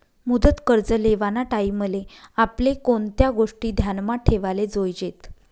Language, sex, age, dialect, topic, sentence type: Marathi, female, 31-35, Northern Konkan, banking, statement